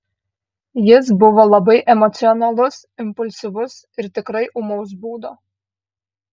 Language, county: Lithuanian, Vilnius